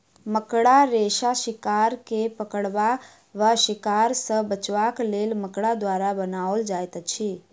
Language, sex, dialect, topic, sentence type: Maithili, female, Southern/Standard, agriculture, statement